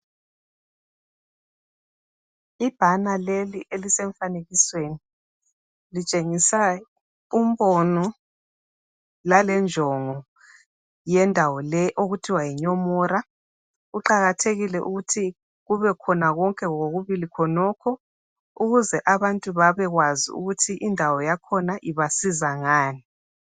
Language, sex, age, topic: North Ndebele, female, 36-49, health